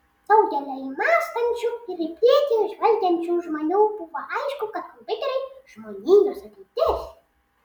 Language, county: Lithuanian, Vilnius